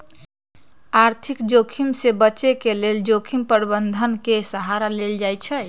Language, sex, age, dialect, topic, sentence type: Magahi, female, 31-35, Western, banking, statement